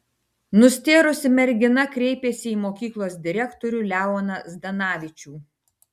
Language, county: Lithuanian, Tauragė